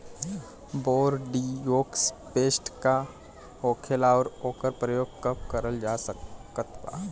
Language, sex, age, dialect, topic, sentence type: Bhojpuri, male, 18-24, Southern / Standard, agriculture, question